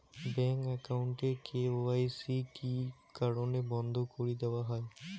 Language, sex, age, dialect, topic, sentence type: Bengali, male, 25-30, Rajbangshi, banking, question